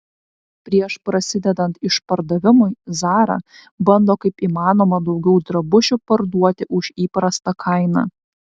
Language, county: Lithuanian, Vilnius